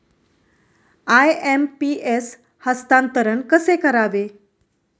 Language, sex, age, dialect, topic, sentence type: Marathi, female, 31-35, Standard Marathi, banking, question